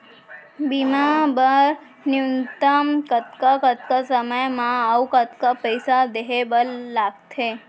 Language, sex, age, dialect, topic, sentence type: Chhattisgarhi, female, 18-24, Central, banking, question